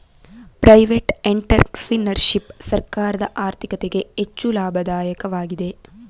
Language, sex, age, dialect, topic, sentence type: Kannada, female, 18-24, Mysore Kannada, banking, statement